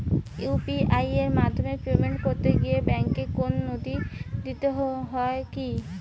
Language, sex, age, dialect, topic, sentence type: Bengali, female, 25-30, Rajbangshi, banking, question